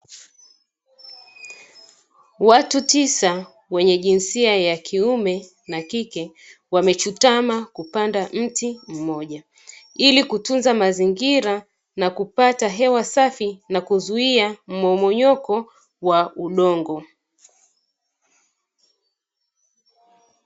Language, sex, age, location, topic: Swahili, female, 25-35, Dar es Salaam, health